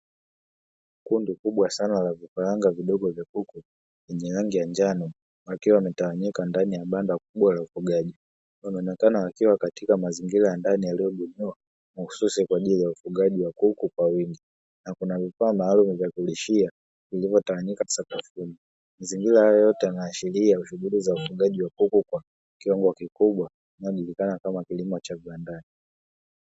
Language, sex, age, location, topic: Swahili, male, 18-24, Dar es Salaam, agriculture